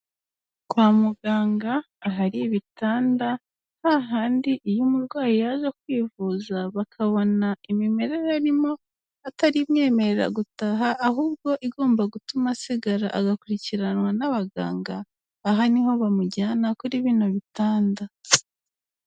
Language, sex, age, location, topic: Kinyarwanda, female, 18-24, Kigali, health